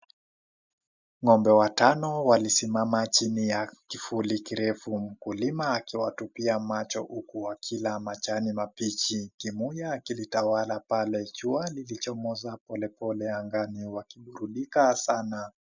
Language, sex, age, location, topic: Swahili, male, 18-24, Kisii, agriculture